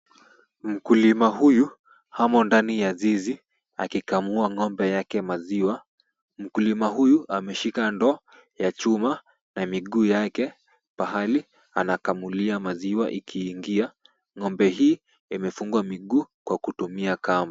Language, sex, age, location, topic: Swahili, female, 25-35, Kisumu, agriculture